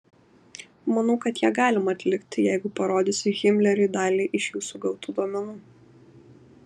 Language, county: Lithuanian, Kaunas